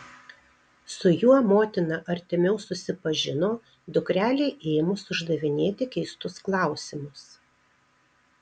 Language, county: Lithuanian, Marijampolė